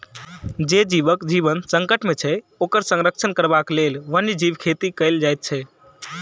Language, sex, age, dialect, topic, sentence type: Maithili, male, 18-24, Southern/Standard, agriculture, statement